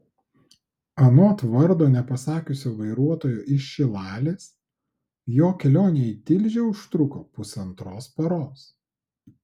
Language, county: Lithuanian, Klaipėda